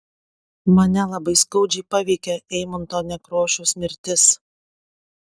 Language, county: Lithuanian, Panevėžys